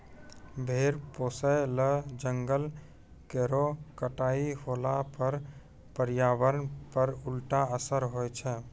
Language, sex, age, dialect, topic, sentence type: Maithili, male, 18-24, Angika, agriculture, statement